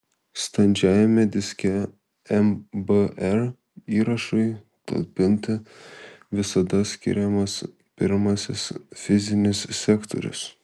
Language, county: Lithuanian, Kaunas